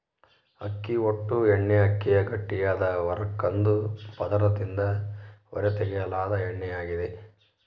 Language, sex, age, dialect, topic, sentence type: Kannada, male, 18-24, Central, agriculture, statement